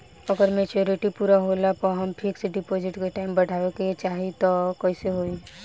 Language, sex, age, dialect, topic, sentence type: Bhojpuri, female, 18-24, Southern / Standard, banking, question